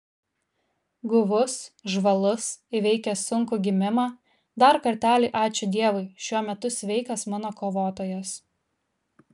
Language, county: Lithuanian, Kaunas